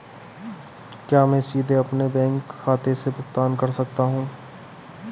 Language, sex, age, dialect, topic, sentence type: Hindi, male, 31-35, Marwari Dhudhari, banking, question